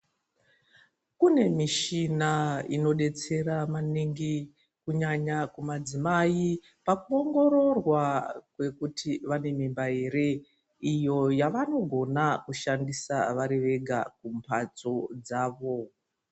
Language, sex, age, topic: Ndau, female, 25-35, health